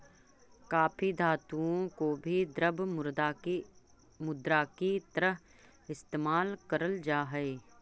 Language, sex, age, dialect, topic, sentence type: Magahi, female, 36-40, Central/Standard, banking, statement